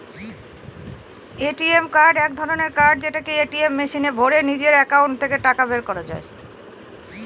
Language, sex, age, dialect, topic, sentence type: Bengali, female, 18-24, Northern/Varendri, banking, statement